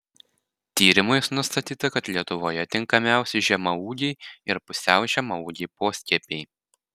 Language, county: Lithuanian, Panevėžys